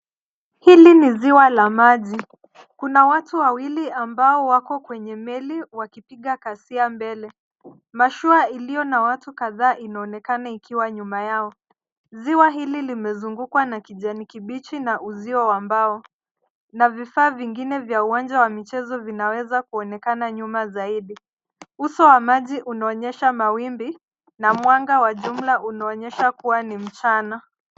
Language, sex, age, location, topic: Swahili, female, 25-35, Nairobi, government